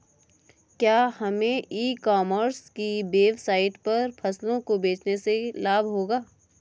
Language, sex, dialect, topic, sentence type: Hindi, female, Kanauji Braj Bhasha, agriculture, question